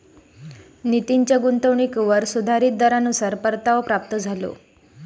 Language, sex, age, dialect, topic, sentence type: Marathi, female, 56-60, Southern Konkan, banking, statement